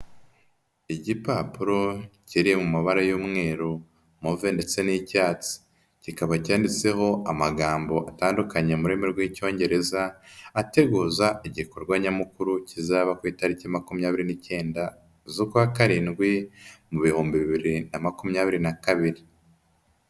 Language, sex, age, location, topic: Kinyarwanda, male, 25-35, Kigali, health